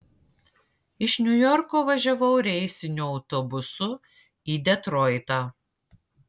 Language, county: Lithuanian, Marijampolė